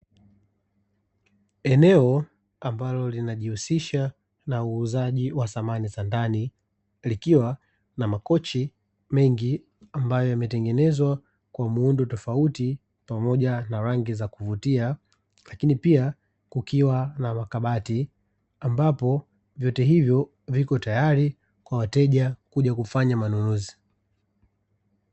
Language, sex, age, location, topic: Swahili, male, 25-35, Dar es Salaam, finance